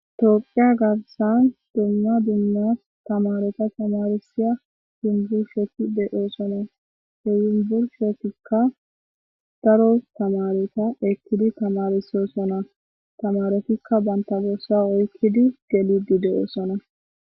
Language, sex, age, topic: Gamo, female, 25-35, government